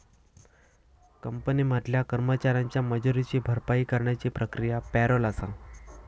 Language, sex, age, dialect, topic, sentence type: Marathi, male, 18-24, Southern Konkan, banking, statement